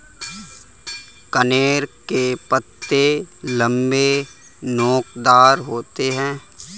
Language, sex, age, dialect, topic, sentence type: Hindi, male, 18-24, Kanauji Braj Bhasha, agriculture, statement